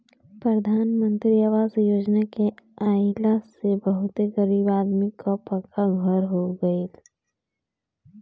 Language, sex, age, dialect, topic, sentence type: Bhojpuri, female, 25-30, Northern, banking, statement